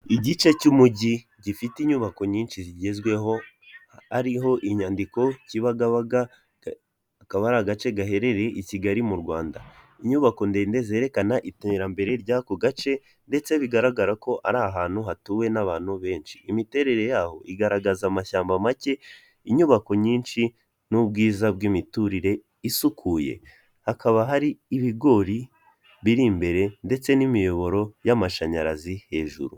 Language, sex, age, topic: Kinyarwanda, male, 18-24, government